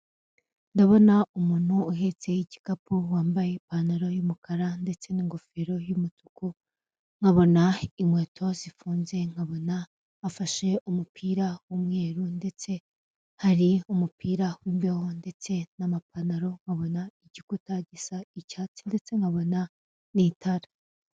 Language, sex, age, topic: Kinyarwanda, female, 25-35, finance